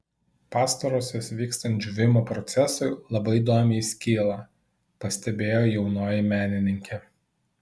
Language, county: Lithuanian, Vilnius